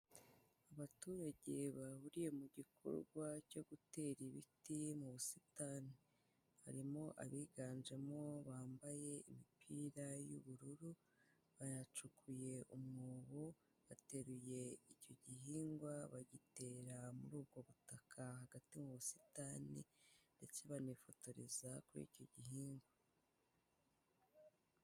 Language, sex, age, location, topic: Kinyarwanda, female, 18-24, Kigali, health